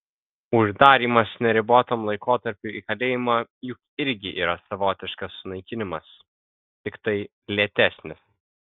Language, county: Lithuanian, Kaunas